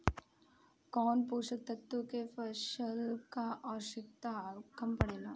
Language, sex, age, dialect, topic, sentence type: Bhojpuri, female, 25-30, Southern / Standard, agriculture, question